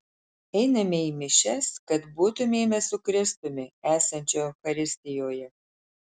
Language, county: Lithuanian, Marijampolė